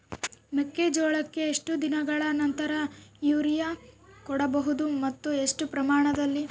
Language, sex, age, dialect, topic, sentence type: Kannada, female, 18-24, Central, agriculture, question